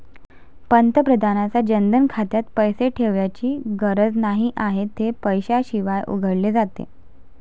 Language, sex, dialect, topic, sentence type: Marathi, female, Varhadi, banking, statement